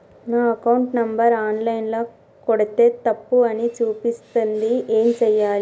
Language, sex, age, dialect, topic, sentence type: Telugu, female, 31-35, Telangana, banking, question